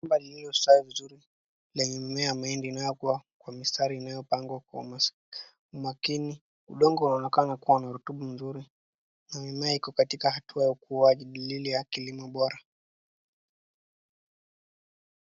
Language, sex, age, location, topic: Swahili, female, 36-49, Nakuru, agriculture